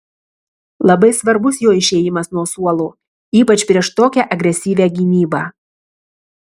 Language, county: Lithuanian, Marijampolė